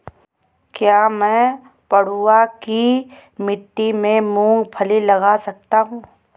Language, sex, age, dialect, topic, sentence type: Hindi, female, 25-30, Awadhi Bundeli, agriculture, question